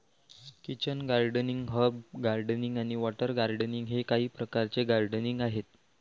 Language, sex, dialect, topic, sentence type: Marathi, male, Varhadi, agriculture, statement